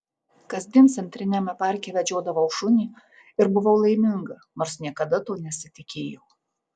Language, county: Lithuanian, Tauragė